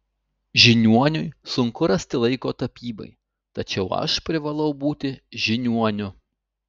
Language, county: Lithuanian, Utena